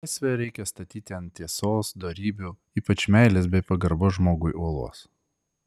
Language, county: Lithuanian, Klaipėda